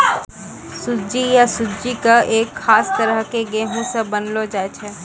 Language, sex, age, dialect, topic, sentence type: Maithili, female, 18-24, Angika, agriculture, statement